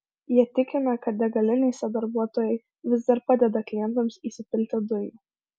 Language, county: Lithuanian, Marijampolė